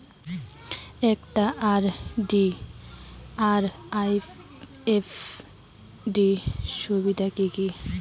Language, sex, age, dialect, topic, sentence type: Bengali, female, 18-24, Rajbangshi, banking, statement